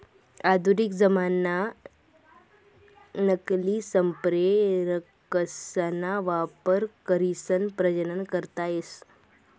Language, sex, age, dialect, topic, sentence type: Marathi, female, 18-24, Northern Konkan, agriculture, statement